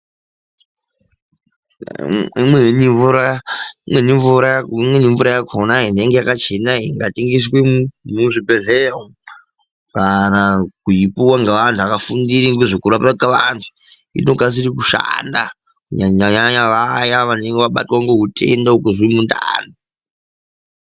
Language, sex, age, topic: Ndau, male, 25-35, health